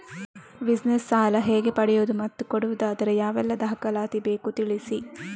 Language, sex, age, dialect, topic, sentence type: Kannada, female, 18-24, Coastal/Dakshin, banking, question